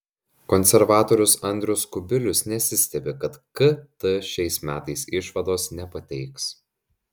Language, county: Lithuanian, Šiauliai